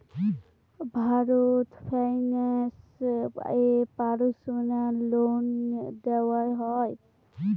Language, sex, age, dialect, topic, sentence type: Bengali, female, 18-24, Northern/Varendri, banking, question